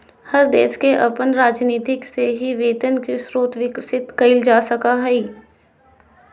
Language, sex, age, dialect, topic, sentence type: Magahi, female, 25-30, Southern, banking, statement